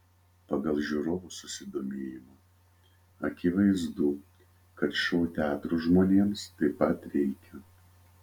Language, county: Lithuanian, Vilnius